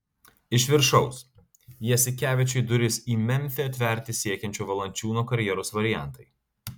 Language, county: Lithuanian, Kaunas